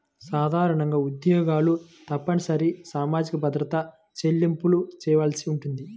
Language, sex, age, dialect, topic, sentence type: Telugu, male, 25-30, Central/Coastal, banking, statement